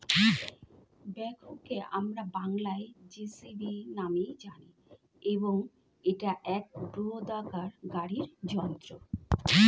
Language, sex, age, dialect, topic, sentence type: Bengali, female, 41-45, Standard Colloquial, agriculture, statement